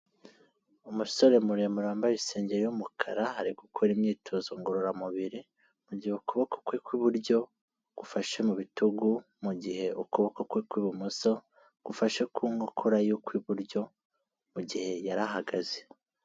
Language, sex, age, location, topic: Kinyarwanda, male, 18-24, Kigali, health